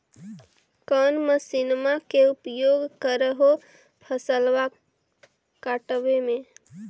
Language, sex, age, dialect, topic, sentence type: Magahi, female, 18-24, Central/Standard, agriculture, question